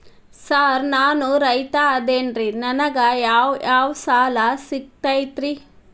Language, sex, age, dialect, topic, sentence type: Kannada, female, 36-40, Dharwad Kannada, banking, question